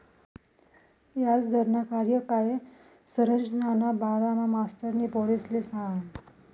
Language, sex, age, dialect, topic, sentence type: Marathi, female, 25-30, Northern Konkan, banking, statement